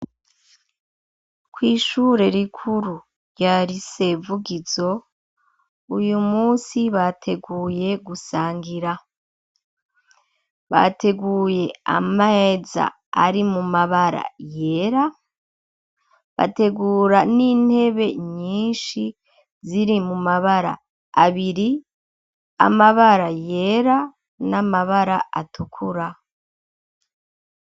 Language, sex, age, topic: Rundi, female, 36-49, education